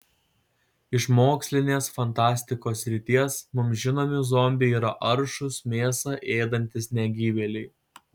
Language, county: Lithuanian, Kaunas